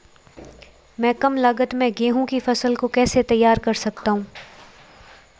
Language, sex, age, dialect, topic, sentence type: Hindi, female, 25-30, Marwari Dhudhari, agriculture, question